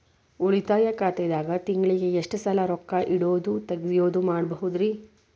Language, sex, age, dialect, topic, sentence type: Kannada, female, 25-30, Dharwad Kannada, banking, question